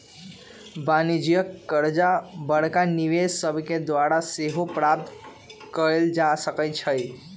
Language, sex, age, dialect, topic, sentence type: Magahi, male, 18-24, Western, banking, statement